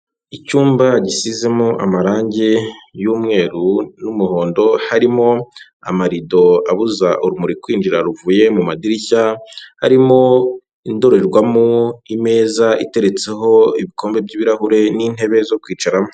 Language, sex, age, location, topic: Kinyarwanda, male, 25-35, Kigali, finance